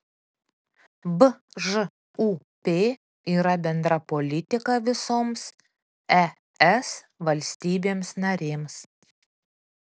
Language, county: Lithuanian, Panevėžys